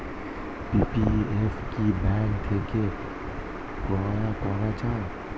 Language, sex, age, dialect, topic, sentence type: Bengali, male, 25-30, Standard Colloquial, banking, question